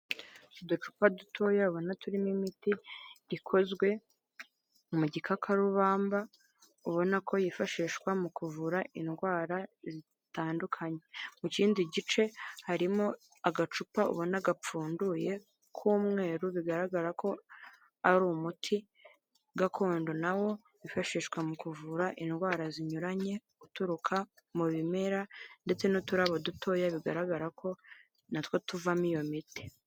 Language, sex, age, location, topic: Kinyarwanda, female, 25-35, Kigali, health